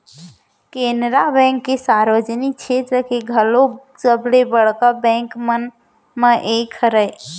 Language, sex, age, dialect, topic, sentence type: Chhattisgarhi, female, 18-24, Central, banking, statement